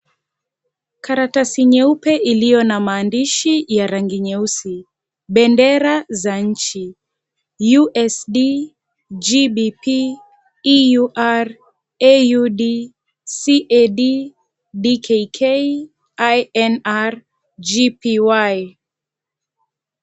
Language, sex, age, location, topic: Swahili, female, 25-35, Kisii, finance